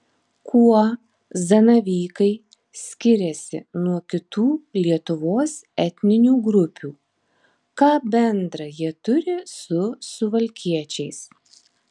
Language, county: Lithuanian, Marijampolė